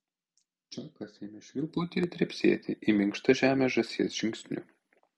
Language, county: Lithuanian, Kaunas